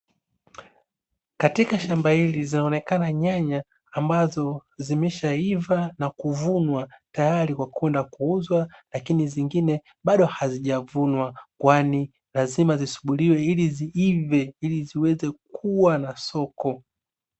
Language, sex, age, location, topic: Swahili, male, 25-35, Dar es Salaam, agriculture